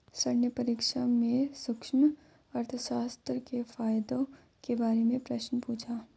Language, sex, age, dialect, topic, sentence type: Hindi, female, 18-24, Hindustani Malvi Khadi Boli, banking, statement